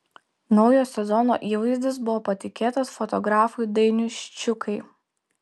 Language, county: Lithuanian, Telšiai